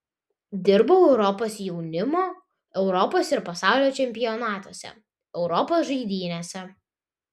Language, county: Lithuanian, Vilnius